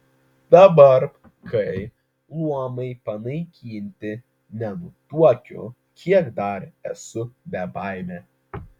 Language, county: Lithuanian, Vilnius